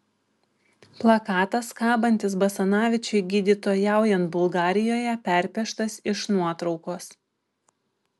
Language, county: Lithuanian, Klaipėda